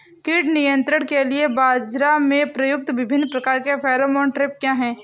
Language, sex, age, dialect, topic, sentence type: Hindi, female, 18-24, Awadhi Bundeli, agriculture, question